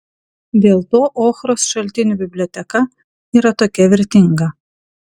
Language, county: Lithuanian, Panevėžys